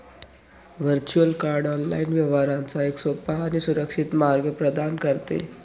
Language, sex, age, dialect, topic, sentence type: Marathi, male, 18-24, Northern Konkan, banking, statement